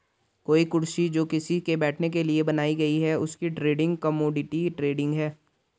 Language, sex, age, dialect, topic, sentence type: Hindi, male, 18-24, Garhwali, banking, statement